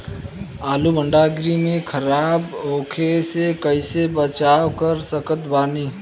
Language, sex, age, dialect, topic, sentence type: Bhojpuri, male, 25-30, Western, agriculture, question